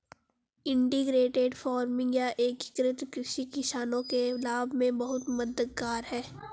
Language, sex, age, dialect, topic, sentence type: Hindi, female, 18-24, Hindustani Malvi Khadi Boli, agriculture, statement